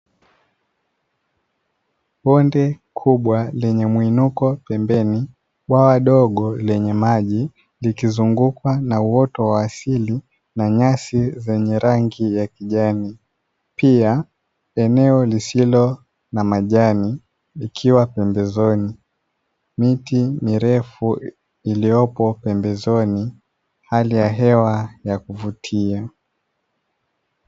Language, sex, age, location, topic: Swahili, male, 25-35, Dar es Salaam, agriculture